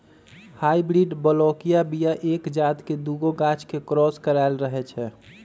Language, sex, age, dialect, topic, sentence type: Magahi, male, 25-30, Western, agriculture, statement